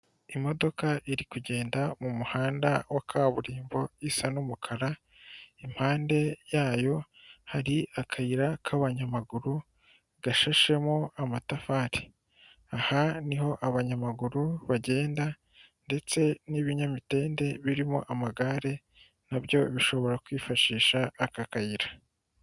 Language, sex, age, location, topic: Kinyarwanda, male, 25-35, Huye, government